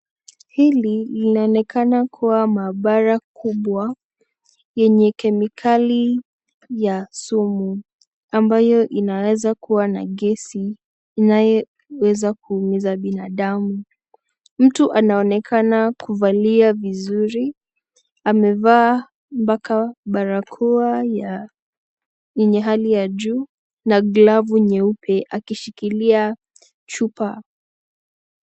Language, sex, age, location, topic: Swahili, female, 18-24, Nakuru, health